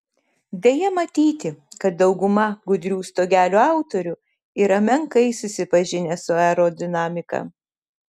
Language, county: Lithuanian, Šiauliai